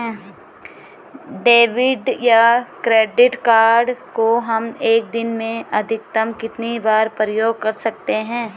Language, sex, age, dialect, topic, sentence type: Hindi, female, 31-35, Garhwali, banking, question